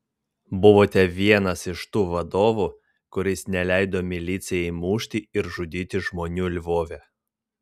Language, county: Lithuanian, Vilnius